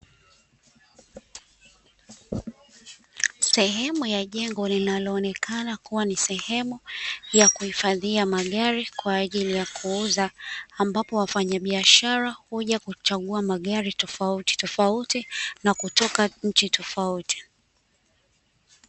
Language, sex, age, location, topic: Swahili, female, 25-35, Dar es Salaam, finance